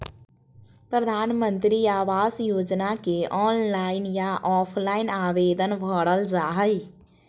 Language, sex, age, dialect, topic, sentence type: Magahi, female, 25-30, Southern, banking, statement